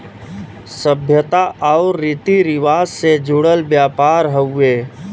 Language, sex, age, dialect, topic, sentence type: Bhojpuri, male, 25-30, Western, banking, statement